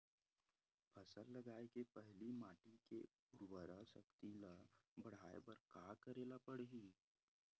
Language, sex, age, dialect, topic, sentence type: Chhattisgarhi, male, 18-24, Western/Budati/Khatahi, agriculture, question